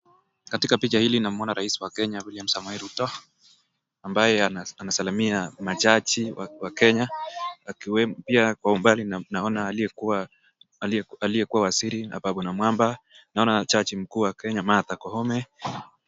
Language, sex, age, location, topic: Swahili, male, 25-35, Nakuru, government